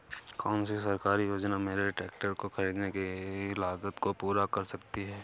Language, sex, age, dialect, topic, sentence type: Hindi, male, 31-35, Awadhi Bundeli, agriculture, question